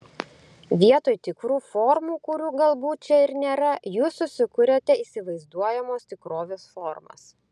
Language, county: Lithuanian, Klaipėda